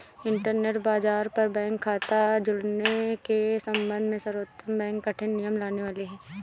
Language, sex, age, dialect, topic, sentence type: Hindi, female, 18-24, Awadhi Bundeli, banking, statement